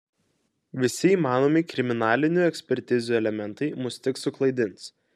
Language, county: Lithuanian, Kaunas